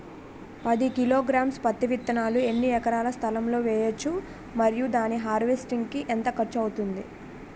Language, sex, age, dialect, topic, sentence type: Telugu, female, 18-24, Utterandhra, agriculture, question